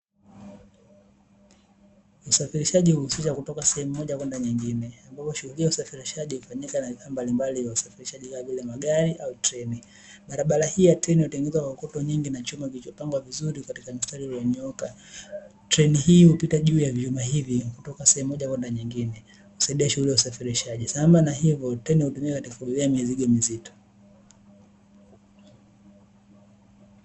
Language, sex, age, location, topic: Swahili, male, 18-24, Dar es Salaam, government